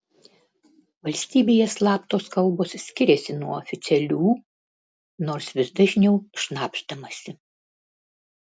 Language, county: Lithuanian, Panevėžys